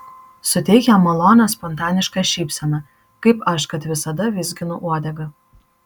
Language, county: Lithuanian, Marijampolė